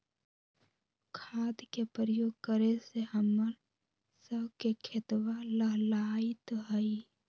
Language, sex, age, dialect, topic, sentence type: Magahi, female, 18-24, Western, agriculture, statement